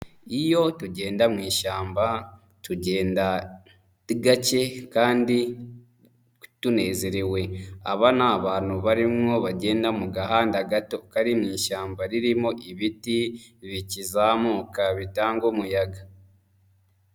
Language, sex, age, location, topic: Kinyarwanda, male, 25-35, Nyagatare, agriculture